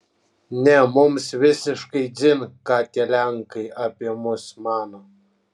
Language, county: Lithuanian, Kaunas